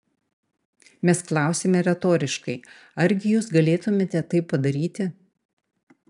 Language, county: Lithuanian, Panevėžys